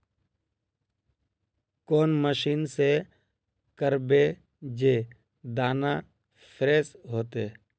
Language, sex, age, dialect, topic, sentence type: Magahi, male, 51-55, Northeastern/Surjapuri, agriculture, question